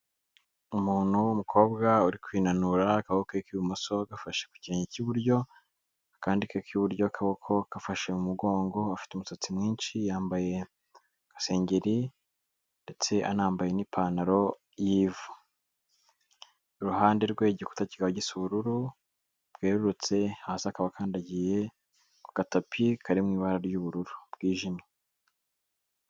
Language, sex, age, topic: Kinyarwanda, male, 18-24, health